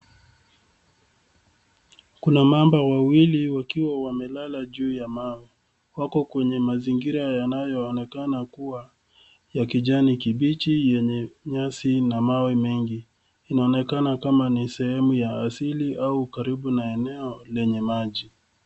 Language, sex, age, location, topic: Swahili, male, 36-49, Nairobi, government